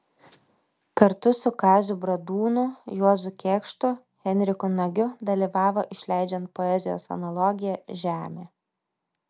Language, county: Lithuanian, Vilnius